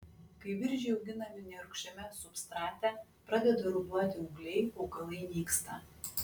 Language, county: Lithuanian, Klaipėda